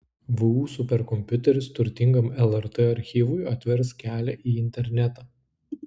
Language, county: Lithuanian, Klaipėda